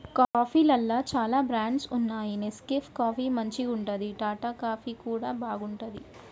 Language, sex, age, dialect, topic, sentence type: Telugu, female, 25-30, Telangana, agriculture, statement